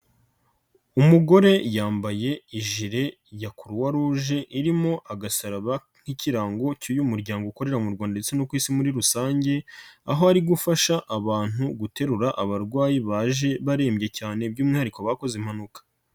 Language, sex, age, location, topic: Kinyarwanda, male, 25-35, Nyagatare, health